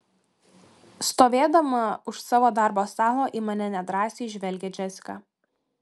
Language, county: Lithuanian, Klaipėda